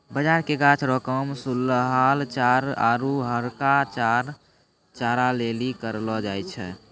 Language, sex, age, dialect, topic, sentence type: Maithili, male, 18-24, Angika, agriculture, statement